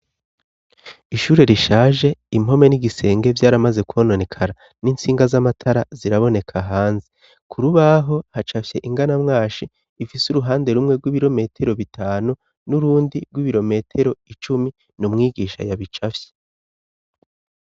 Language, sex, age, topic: Rundi, male, 36-49, education